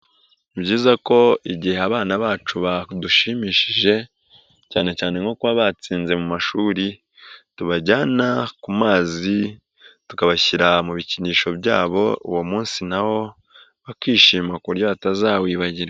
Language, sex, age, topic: Kinyarwanda, male, 18-24, education